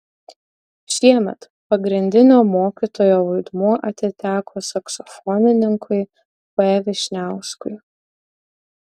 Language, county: Lithuanian, Utena